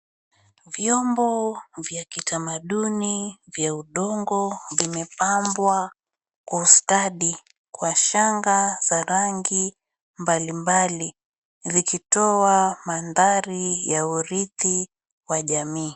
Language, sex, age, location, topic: Swahili, female, 25-35, Mombasa, health